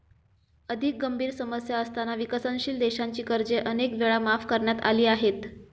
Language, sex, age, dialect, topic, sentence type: Marathi, female, 25-30, Standard Marathi, banking, statement